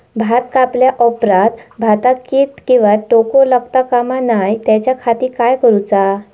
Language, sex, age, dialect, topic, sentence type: Marathi, female, 18-24, Southern Konkan, agriculture, question